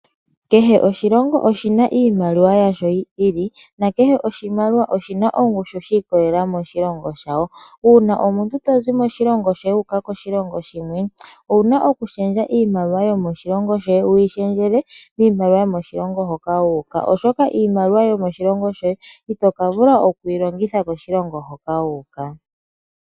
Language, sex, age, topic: Oshiwambo, female, 25-35, finance